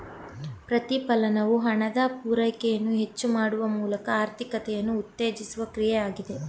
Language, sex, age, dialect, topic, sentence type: Kannada, female, 25-30, Mysore Kannada, banking, statement